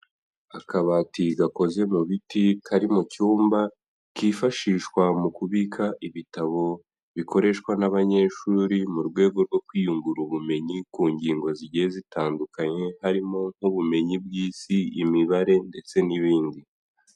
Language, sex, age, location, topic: Kinyarwanda, male, 18-24, Huye, education